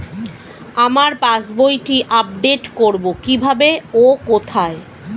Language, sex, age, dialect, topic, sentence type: Bengali, female, 36-40, Standard Colloquial, banking, question